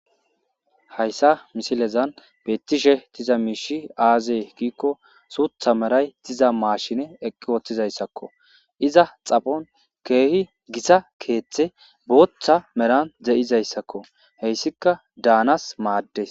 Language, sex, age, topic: Gamo, male, 25-35, agriculture